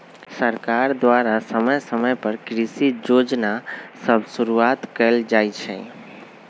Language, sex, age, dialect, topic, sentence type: Magahi, male, 25-30, Western, agriculture, statement